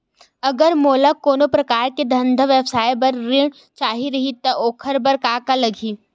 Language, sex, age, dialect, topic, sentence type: Chhattisgarhi, female, 18-24, Western/Budati/Khatahi, banking, question